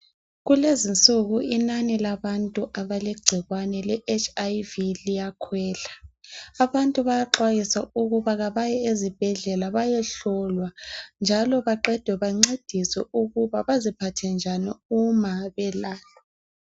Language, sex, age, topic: North Ndebele, female, 18-24, health